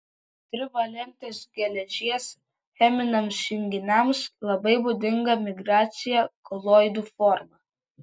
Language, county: Lithuanian, Vilnius